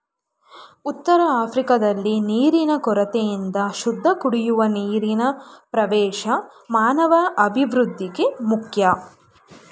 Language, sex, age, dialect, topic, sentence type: Kannada, female, 25-30, Mysore Kannada, agriculture, statement